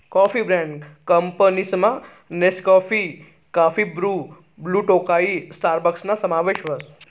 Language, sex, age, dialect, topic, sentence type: Marathi, male, 31-35, Northern Konkan, agriculture, statement